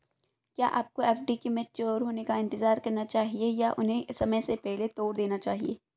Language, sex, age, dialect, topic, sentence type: Hindi, female, 25-30, Hindustani Malvi Khadi Boli, banking, question